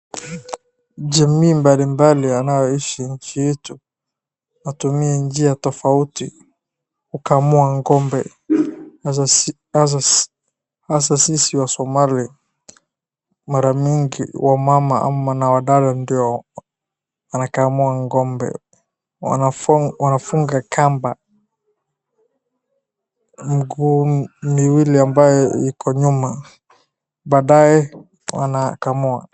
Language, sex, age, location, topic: Swahili, male, 25-35, Wajir, agriculture